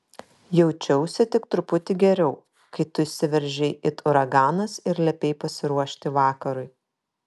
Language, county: Lithuanian, Kaunas